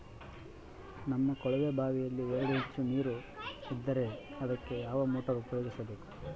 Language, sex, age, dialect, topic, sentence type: Kannada, male, 25-30, Central, agriculture, question